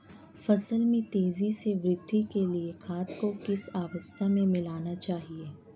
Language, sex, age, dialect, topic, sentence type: Hindi, female, 18-24, Marwari Dhudhari, agriculture, question